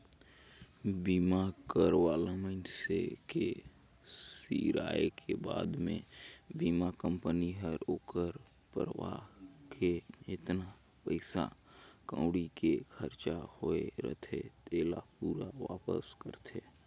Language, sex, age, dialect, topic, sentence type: Chhattisgarhi, male, 18-24, Northern/Bhandar, banking, statement